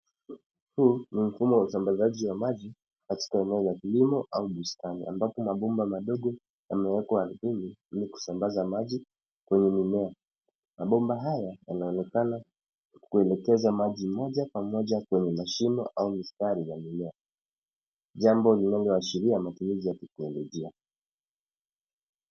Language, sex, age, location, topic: Swahili, male, 18-24, Nairobi, government